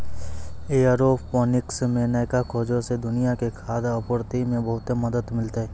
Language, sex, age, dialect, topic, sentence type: Maithili, male, 18-24, Angika, agriculture, statement